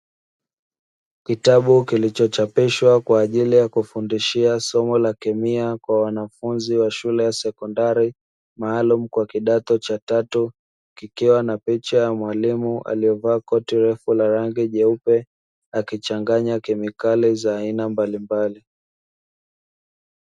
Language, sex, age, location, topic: Swahili, male, 25-35, Dar es Salaam, education